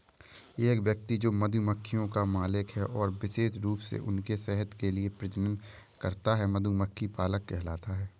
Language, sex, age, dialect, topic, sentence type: Hindi, male, 18-24, Awadhi Bundeli, agriculture, statement